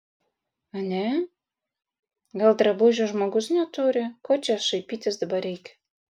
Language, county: Lithuanian, Vilnius